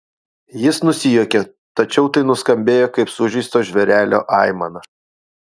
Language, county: Lithuanian, Utena